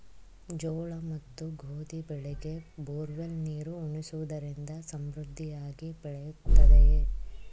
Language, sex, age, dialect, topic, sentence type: Kannada, female, 36-40, Mysore Kannada, agriculture, question